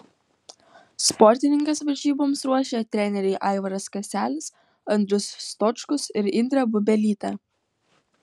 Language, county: Lithuanian, Utena